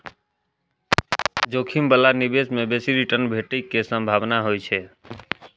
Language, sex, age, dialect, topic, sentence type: Maithili, male, 31-35, Eastern / Thethi, banking, statement